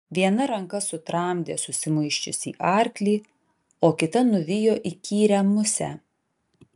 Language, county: Lithuanian, Vilnius